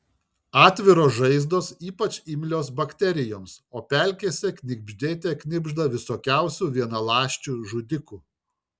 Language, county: Lithuanian, Šiauliai